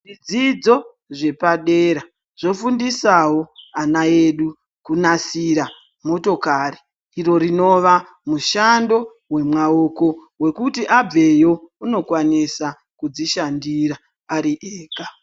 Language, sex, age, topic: Ndau, male, 50+, education